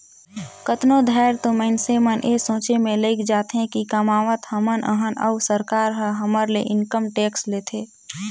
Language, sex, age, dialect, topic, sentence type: Chhattisgarhi, female, 18-24, Northern/Bhandar, banking, statement